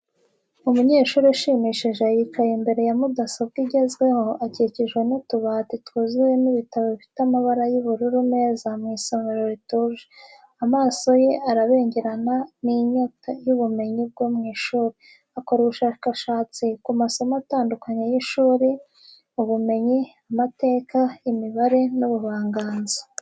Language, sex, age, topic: Kinyarwanda, female, 25-35, education